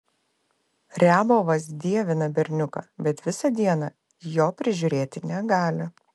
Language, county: Lithuanian, Klaipėda